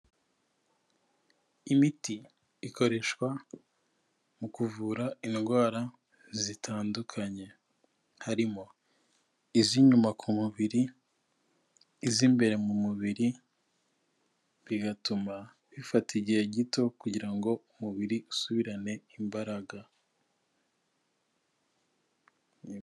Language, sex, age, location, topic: Kinyarwanda, male, 25-35, Kigali, health